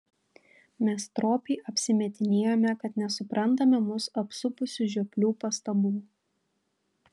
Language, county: Lithuanian, Panevėžys